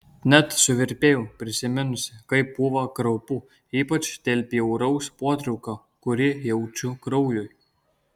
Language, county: Lithuanian, Kaunas